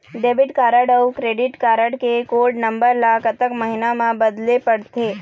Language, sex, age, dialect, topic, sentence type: Chhattisgarhi, female, 25-30, Eastern, banking, question